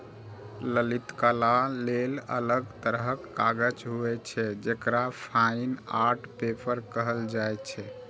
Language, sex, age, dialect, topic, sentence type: Maithili, male, 31-35, Eastern / Thethi, agriculture, statement